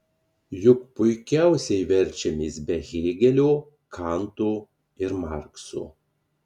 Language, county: Lithuanian, Marijampolė